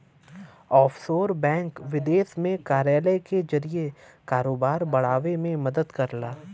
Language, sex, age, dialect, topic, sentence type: Bhojpuri, male, 31-35, Western, banking, statement